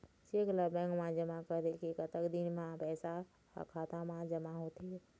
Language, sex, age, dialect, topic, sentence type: Chhattisgarhi, female, 46-50, Eastern, banking, question